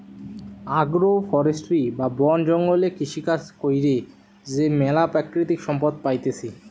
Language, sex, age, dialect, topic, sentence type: Bengali, male, 18-24, Western, agriculture, statement